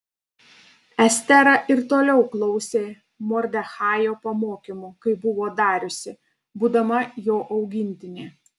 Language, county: Lithuanian, Panevėžys